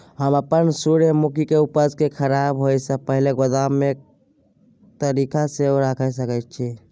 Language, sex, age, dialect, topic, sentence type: Maithili, male, 31-35, Bajjika, agriculture, question